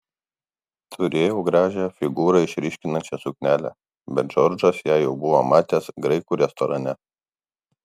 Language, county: Lithuanian, Kaunas